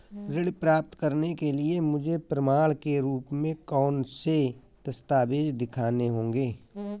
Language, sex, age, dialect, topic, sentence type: Hindi, male, 41-45, Awadhi Bundeli, banking, statement